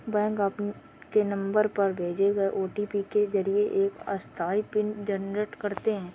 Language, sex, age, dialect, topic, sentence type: Hindi, female, 60-100, Kanauji Braj Bhasha, banking, statement